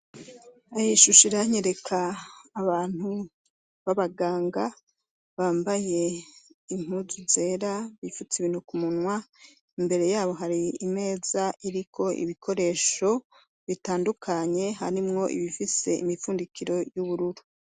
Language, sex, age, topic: Rundi, female, 36-49, education